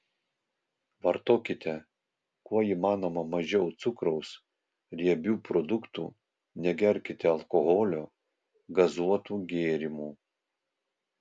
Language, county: Lithuanian, Vilnius